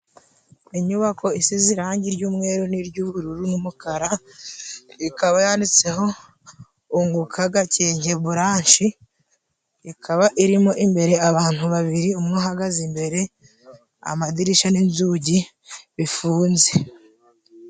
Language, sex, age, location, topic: Kinyarwanda, female, 25-35, Musanze, finance